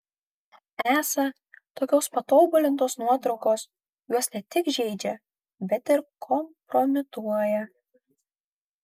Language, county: Lithuanian, Kaunas